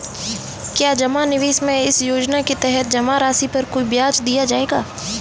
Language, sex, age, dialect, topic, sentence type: Hindi, female, 18-24, Marwari Dhudhari, banking, question